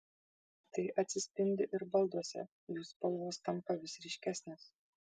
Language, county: Lithuanian, Vilnius